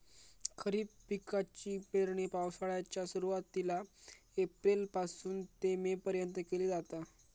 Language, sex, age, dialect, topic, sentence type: Marathi, male, 36-40, Southern Konkan, agriculture, statement